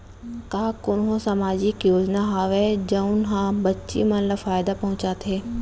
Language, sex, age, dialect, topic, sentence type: Chhattisgarhi, female, 25-30, Central, banking, statement